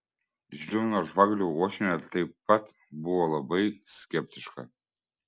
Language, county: Lithuanian, Klaipėda